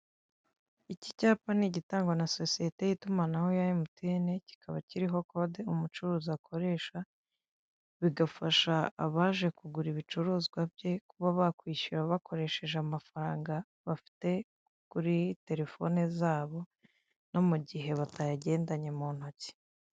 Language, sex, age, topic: Kinyarwanda, female, 25-35, finance